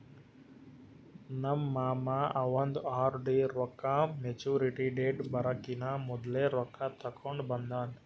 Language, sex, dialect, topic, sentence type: Kannada, male, Northeastern, banking, statement